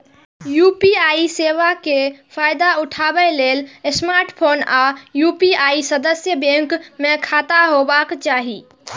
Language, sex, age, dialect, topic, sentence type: Maithili, female, 18-24, Eastern / Thethi, banking, statement